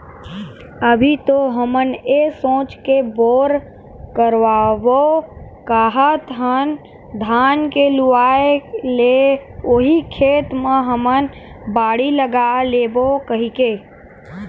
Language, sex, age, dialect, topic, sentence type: Chhattisgarhi, male, 18-24, Western/Budati/Khatahi, agriculture, statement